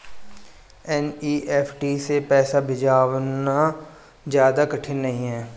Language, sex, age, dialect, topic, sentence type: Hindi, male, 25-30, Marwari Dhudhari, banking, statement